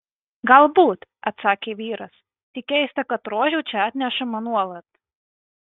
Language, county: Lithuanian, Marijampolė